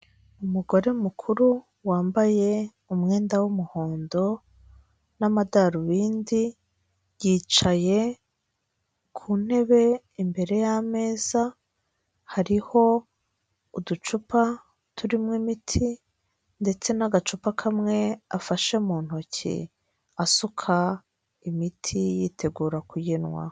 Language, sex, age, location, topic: Kinyarwanda, female, 36-49, Kigali, health